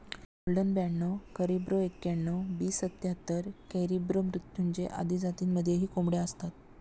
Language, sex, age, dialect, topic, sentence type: Marathi, female, 56-60, Standard Marathi, agriculture, statement